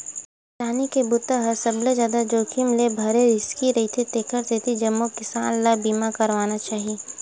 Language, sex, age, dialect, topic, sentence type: Chhattisgarhi, female, 18-24, Western/Budati/Khatahi, banking, statement